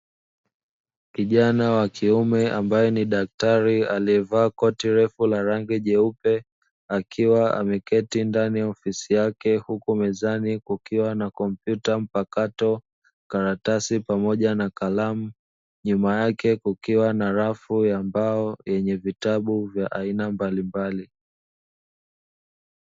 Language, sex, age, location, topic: Swahili, male, 25-35, Dar es Salaam, health